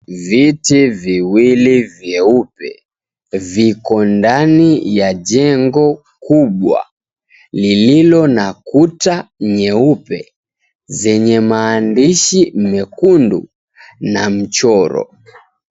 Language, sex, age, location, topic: Swahili, male, 25-35, Mombasa, government